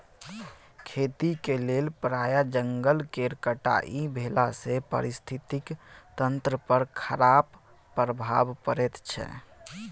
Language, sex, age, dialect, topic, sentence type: Maithili, male, 18-24, Bajjika, agriculture, statement